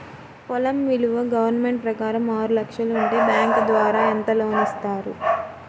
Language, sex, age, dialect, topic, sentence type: Telugu, female, 51-55, Central/Coastal, banking, question